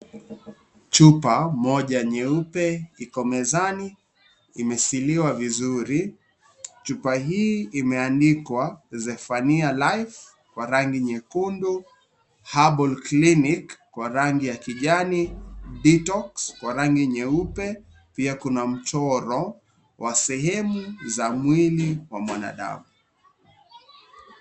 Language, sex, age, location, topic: Swahili, male, 25-35, Kisii, health